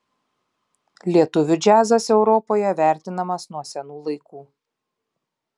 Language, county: Lithuanian, Klaipėda